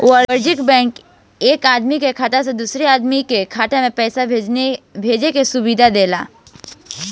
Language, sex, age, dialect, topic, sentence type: Bhojpuri, female, <18, Southern / Standard, banking, statement